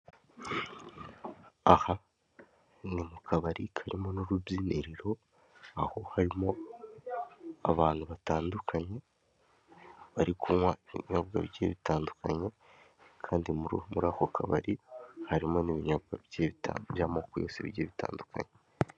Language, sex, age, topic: Kinyarwanda, male, 18-24, finance